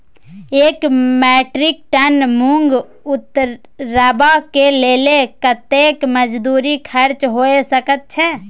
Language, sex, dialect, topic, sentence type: Maithili, female, Bajjika, agriculture, question